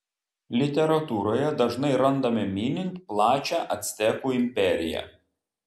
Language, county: Lithuanian, Vilnius